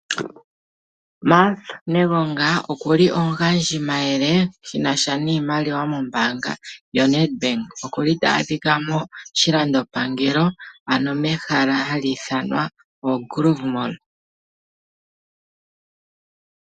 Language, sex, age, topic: Oshiwambo, female, 25-35, finance